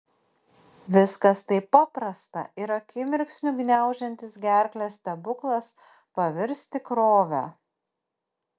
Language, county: Lithuanian, Panevėžys